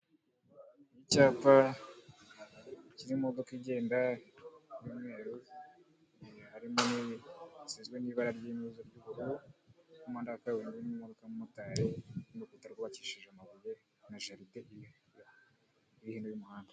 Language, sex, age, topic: Kinyarwanda, male, 25-35, government